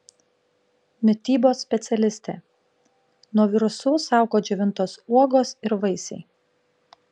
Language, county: Lithuanian, Panevėžys